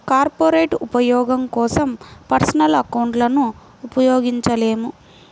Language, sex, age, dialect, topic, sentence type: Telugu, female, 25-30, Central/Coastal, banking, statement